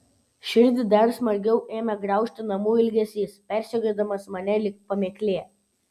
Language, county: Lithuanian, Vilnius